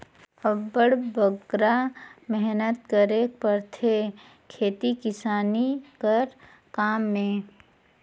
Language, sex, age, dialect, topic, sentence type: Chhattisgarhi, female, 36-40, Northern/Bhandar, agriculture, statement